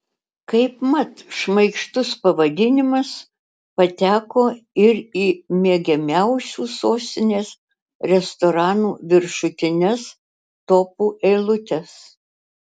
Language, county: Lithuanian, Utena